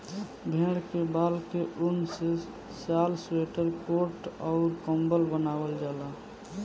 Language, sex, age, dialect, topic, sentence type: Bhojpuri, male, 18-24, Southern / Standard, agriculture, statement